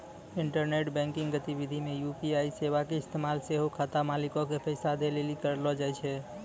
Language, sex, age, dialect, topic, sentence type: Maithili, male, 18-24, Angika, banking, statement